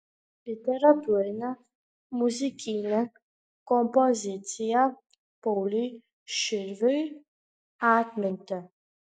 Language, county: Lithuanian, Panevėžys